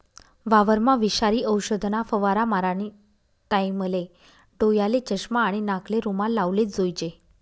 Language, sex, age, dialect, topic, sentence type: Marathi, female, 25-30, Northern Konkan, agriculture, statement